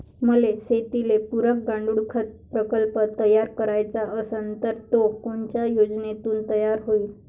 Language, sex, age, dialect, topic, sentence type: Marathi, female, 60-100, Varhadi, agriculture, question